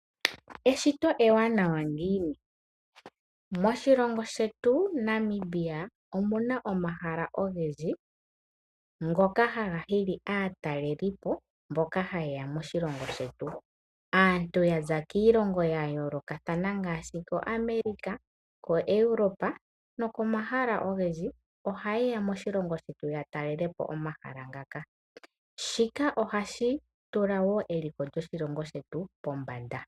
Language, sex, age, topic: Oshiwambo, female, 18-24, agriculture